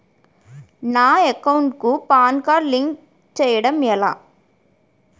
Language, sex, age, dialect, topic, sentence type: Telugu, female, 18-24, Utterandhra, banking, question